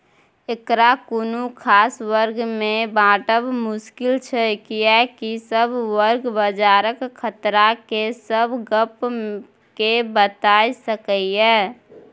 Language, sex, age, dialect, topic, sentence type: Maithili, female, 18-24, Bajjika, banking, statement